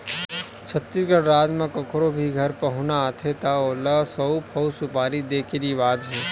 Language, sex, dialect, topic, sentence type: Chhattisgarhi, male, Western/Budati/Khatahi, agriculture, statement